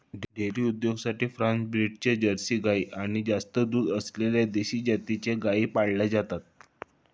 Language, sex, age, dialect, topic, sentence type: Marathi, male, 25-30, Standard Marathi, agriculture, statement